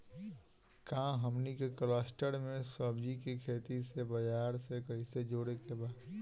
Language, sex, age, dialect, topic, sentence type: Bhojpuri, male, 18-24, Northern, agriculture, question